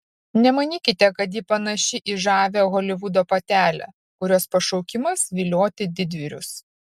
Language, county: Lithuanian, Šiauliai